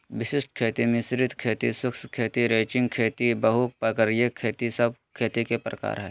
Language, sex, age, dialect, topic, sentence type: Magahi, male, 25-30, Southern, agriculture, statement